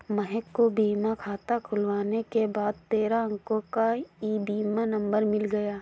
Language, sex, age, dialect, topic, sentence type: Hindi, female, 25-30, Awadhi Bundeli, banking, statement